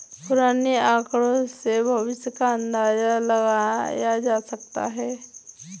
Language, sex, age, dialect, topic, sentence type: Hindi, female, 60-100, Awadhi Bundeli, banking, statement